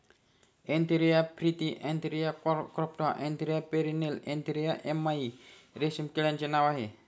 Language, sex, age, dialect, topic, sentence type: Marathi, male, 46-50, Standard Marathi, agriculture, statement